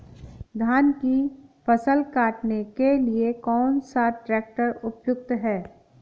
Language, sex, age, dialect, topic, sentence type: Hindi, female, 18-24, Awadhi Bundeli, agriculture, question